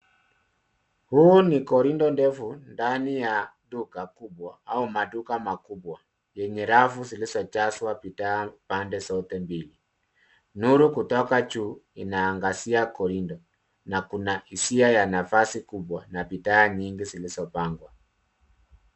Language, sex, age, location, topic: Swahili, male, 50+, Nairobi, finance